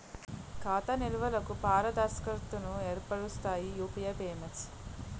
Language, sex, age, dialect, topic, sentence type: Telugu, female, 31-35, Utterandhra, banking, statement